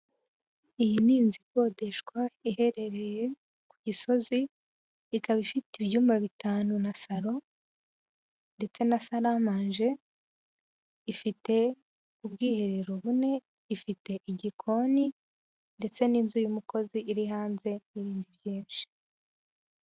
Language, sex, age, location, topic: Kinyarwanda, female, 18-24, Huye, finance